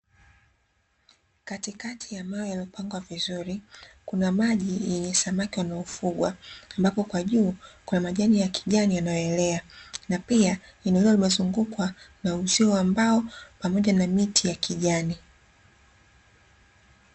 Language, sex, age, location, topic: Swahili, female, 25-35, Dar es Salaam, agriculture